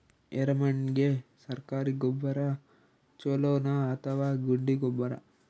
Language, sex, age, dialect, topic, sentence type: Kannada, male, 18-24, Northeastern, agriculture, question